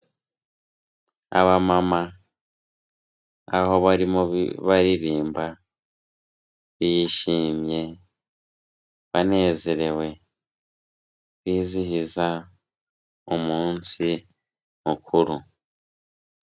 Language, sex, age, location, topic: Kinyarwanda, female, 18-24, Kigali, health